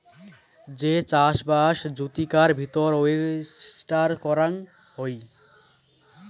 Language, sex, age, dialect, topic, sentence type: Bengali, male, 18-24, Rajbangshi, agriculture, statement